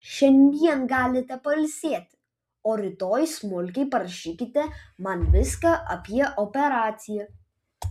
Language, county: Lithuanian, Vilnius